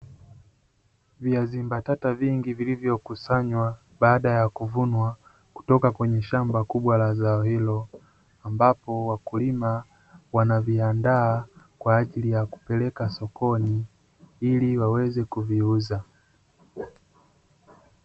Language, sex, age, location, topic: Swahili, male, 25-35, Dar es Salaam, agriculture